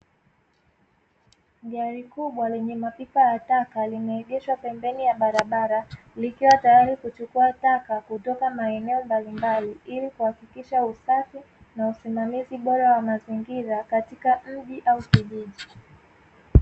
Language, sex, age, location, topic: Swahili, female, 18-24, Dar es Salaam, government